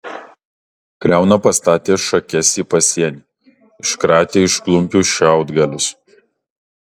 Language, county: Lithuanian, Kaunas